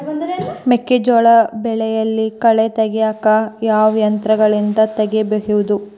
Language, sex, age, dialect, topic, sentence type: Kannada, female, 18-24, Central, agriculture, question